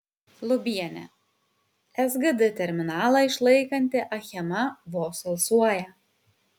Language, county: Lithuanian, Kaunas